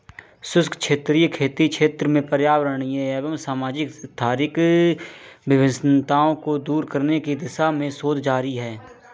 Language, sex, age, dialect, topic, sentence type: Hindi, male, 25-30, Awadhi Bundeli, agriculture, statement